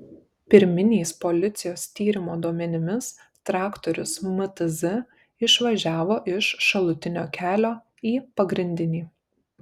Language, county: Lithuanian, Kaunas